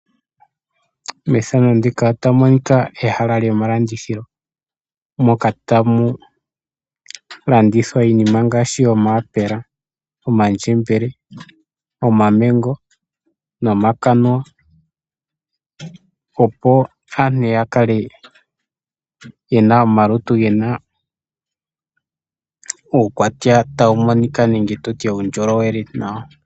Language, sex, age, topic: Oshiwambo, male, 18-24, finance